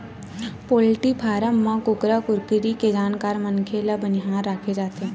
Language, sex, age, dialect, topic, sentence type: Chhattisgarhi, female, 56-60, Western/Budati/Khatahi, agriculture, statement